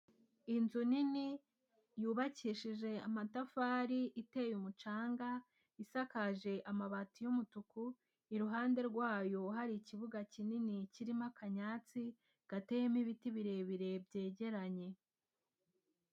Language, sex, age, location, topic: Kinyarwanda, female, 18-24, Huye, agriculture